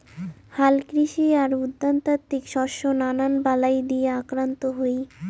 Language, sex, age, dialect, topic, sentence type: Bengali, female, 18-24, Rajbangshi, agriculture, statement